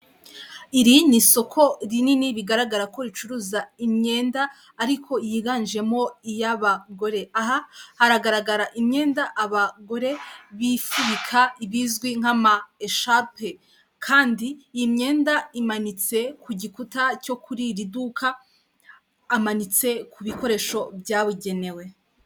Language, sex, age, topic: Kinyarwanda, female, 18-24, finance